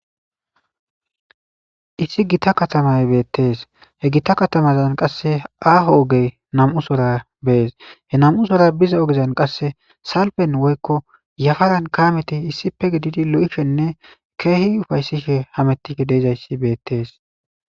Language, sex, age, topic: Gamo, male, 18-24, government